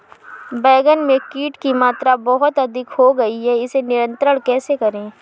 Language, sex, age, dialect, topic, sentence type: Hindi, female, 31-35, Awadhi Bundeli, agriculture, question